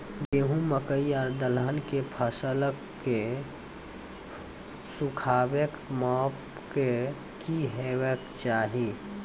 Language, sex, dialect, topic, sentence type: Maithili, male, Angika, agriculture, question